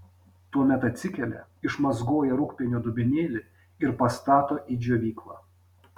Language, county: Lithuanian, Panevėžys